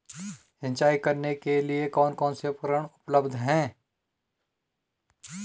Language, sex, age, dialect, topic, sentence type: Hindi, male, 36-40, Garhwali, agriculture, question